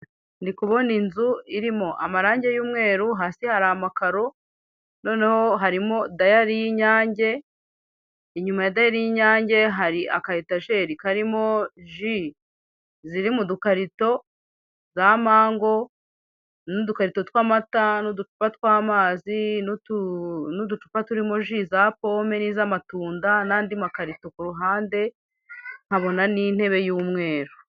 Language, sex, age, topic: Kinyarwanda, female, 36-49, finance